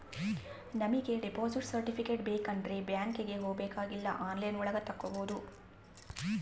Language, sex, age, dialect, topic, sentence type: Kannada, female, 18-24, Central, banking, statement